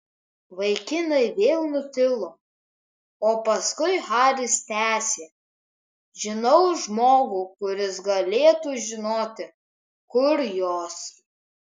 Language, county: Lithuanian, Kaunas